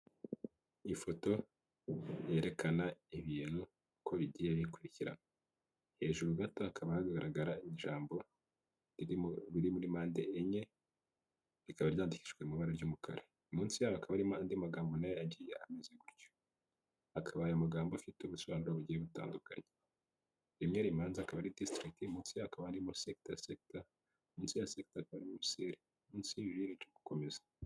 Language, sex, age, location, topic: Kinyarwanda, male, 25-35, Kigali, government